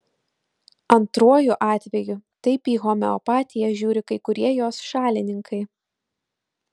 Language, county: Lithuanian, Utena